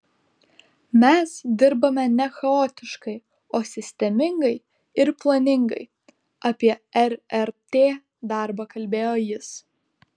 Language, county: Lithuanian, Vilnius